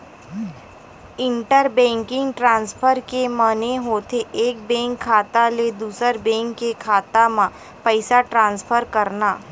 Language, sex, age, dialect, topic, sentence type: Chhattisgarhi, female, 25-30, Western/Budati/Khatahi, banking, statement